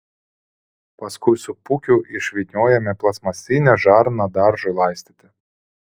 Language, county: Lithuanian, Vilnius